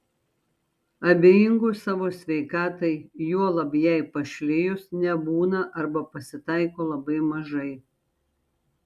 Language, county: Lithuanian, Šiauliai